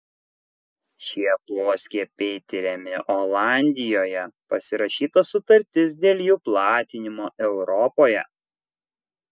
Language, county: Lithuanian, Kaunas